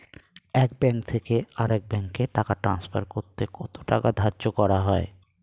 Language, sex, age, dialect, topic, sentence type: Bengali, male, 36-40, Standard Colloquial, banking, question